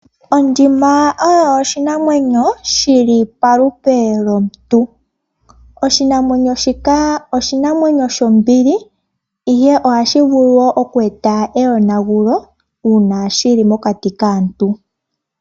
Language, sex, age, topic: Oshiwambo, female, 25-35, agriculture